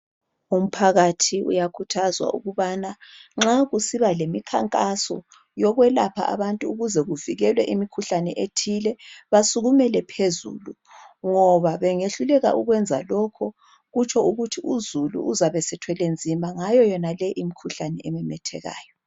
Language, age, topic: North Ndebele, 36-49, health